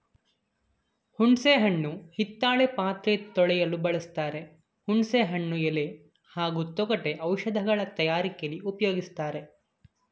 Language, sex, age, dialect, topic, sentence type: Kannada, male, 18-24, Mysore Kannada, agriculture, statement